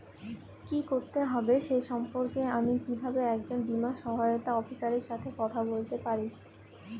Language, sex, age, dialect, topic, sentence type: Bengali, female, 18-24, Rajbangshi, banking, question